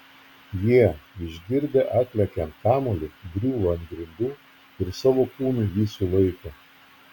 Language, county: Lithuanian, Klaipėda